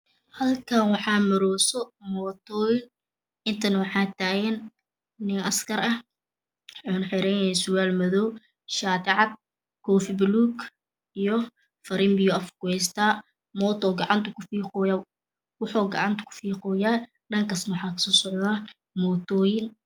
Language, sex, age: Somali, female, 18-24